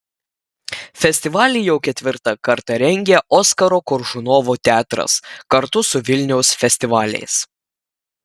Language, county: Lithuanian, Klaipėda